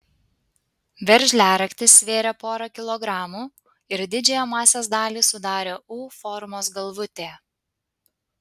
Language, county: Lithuanian, Panevėžys